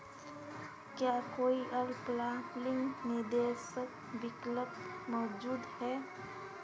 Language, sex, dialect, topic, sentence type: Hindi, female, Kanauji Braj Bhasha, banking, question